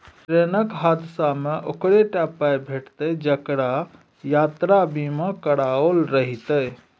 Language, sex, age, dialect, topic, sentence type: Maithili, male, 31-35, Bajjika, banking, statement